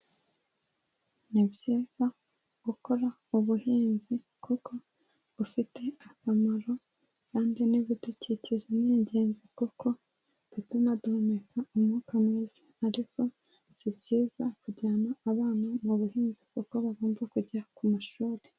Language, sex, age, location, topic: Kinyarwanda, female, 18-24, Kigali, agriculture